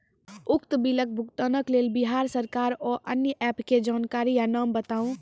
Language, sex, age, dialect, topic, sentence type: Maithili, female, 18-24, Angika, banking, question